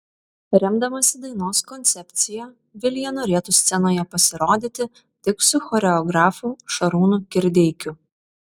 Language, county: Lithuanian, Vilnius